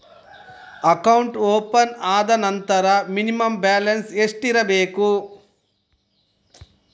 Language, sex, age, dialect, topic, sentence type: Kannada, male, 25-30, Coastal/Dakshin, banking, question